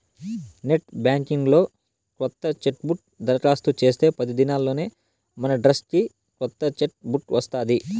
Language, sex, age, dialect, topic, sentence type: Telugu, male, 18-24, Southern, banking, statement